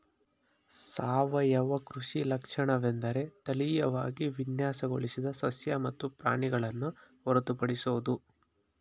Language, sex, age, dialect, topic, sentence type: Kannada, male, 25-30, Mysore Kannada, agriculture, statement